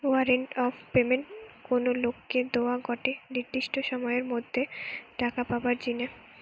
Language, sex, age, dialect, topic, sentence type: Bengali, female, 18-24, Western, banking, statement